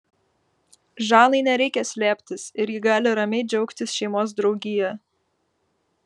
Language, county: Lithuanian, Vilnius